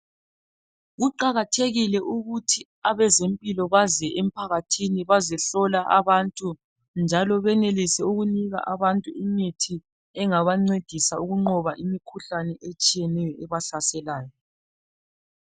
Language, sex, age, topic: North Ndebele, female, 36-49, health